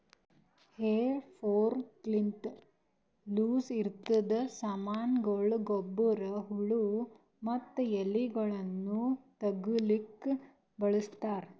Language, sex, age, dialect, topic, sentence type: Kannada, female, 18-24, Northeastern, agriculture, statement